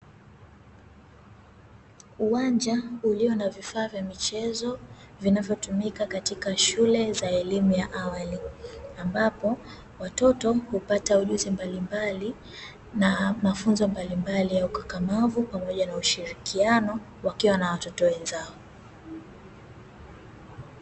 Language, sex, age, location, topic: Swahili, female, 18-24, Dar es Salaam, education